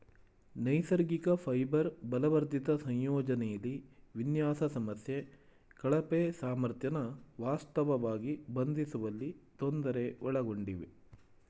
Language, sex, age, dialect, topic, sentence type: Kannada, male, 36-40, Mysore Kannada, agriculture, statement